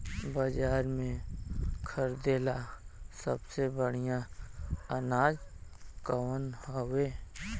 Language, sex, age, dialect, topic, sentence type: Bhojpuri, male, 18-24, Western, agriculture, question